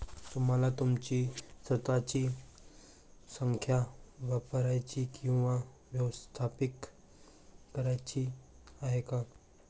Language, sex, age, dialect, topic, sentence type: Marathi, male, 18-24, Varhadi, banking, statement